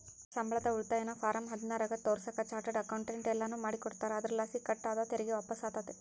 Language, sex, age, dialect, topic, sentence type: Kannada, male, 60-100, Central, banking, statement